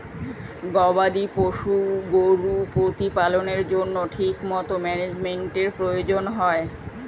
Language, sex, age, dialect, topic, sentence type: Bengali, male, 36-40, Standard Colloquial, agriculture, statement